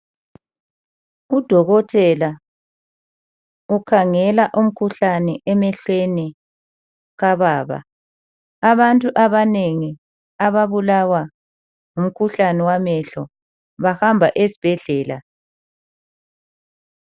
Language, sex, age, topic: North Ndebele, male, 50+, health